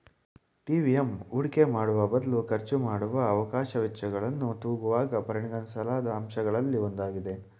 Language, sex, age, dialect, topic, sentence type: Kannada, male, 25-30, Mysore Kannada, banking, statement